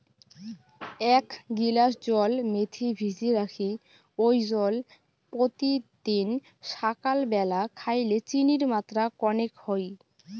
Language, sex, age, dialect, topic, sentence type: Bengali, female, 18-24, Rajbangshi, agriculture, statement